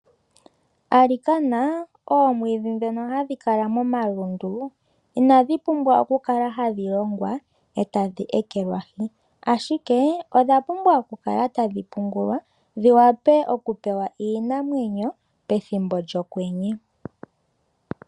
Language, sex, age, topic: Oshiwambo, female, 36-49, agriculture